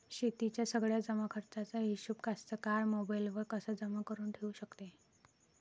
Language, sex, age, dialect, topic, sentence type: Marathi, female, 25-30, Varhadi, agriculture, question